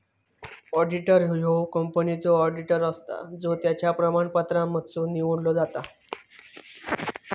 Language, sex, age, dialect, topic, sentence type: Marathi, male, 18-24, Southern Konkan, banking, statement